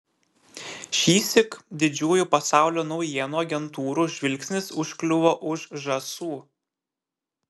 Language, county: Lithuanian, Šiauliai